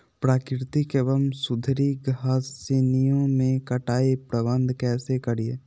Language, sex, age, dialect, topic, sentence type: Magahi, male, 18-24, Southern, agriculture, question